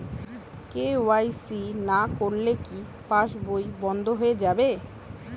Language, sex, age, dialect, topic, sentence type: Bengali, female, 25-30, Western, banking, question